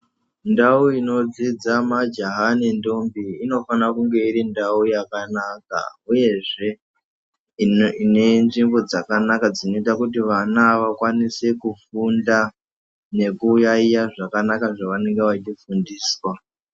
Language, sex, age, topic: Ndau, male, 18-24, education